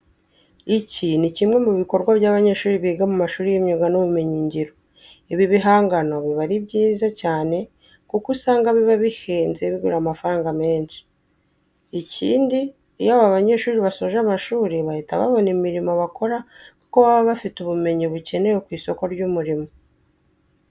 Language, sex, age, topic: Kinyarwanda, female, 25-35, education